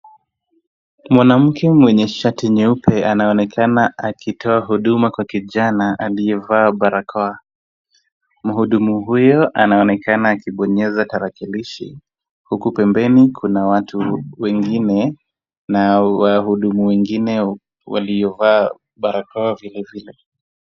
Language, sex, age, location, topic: Swahili, male, 25-35, Kisumu, government